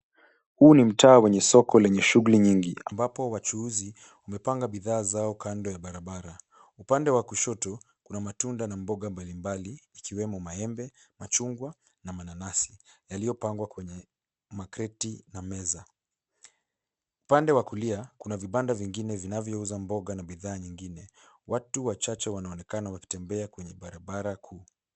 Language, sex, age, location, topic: Swahili, male, 18-24, Nairobi, finance